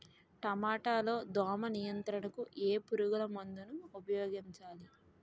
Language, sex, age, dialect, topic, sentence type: Telugu, female, 18-24, Utterandhra, agriculture, question